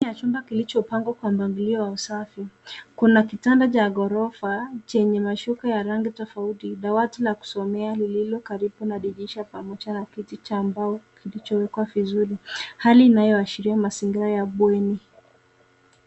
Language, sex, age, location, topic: Swahili, female, 18-24, Nairobi, education